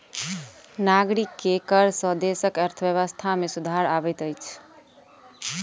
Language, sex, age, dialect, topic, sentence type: Maithili, female, 18-24, Southern/Standard, banking, statement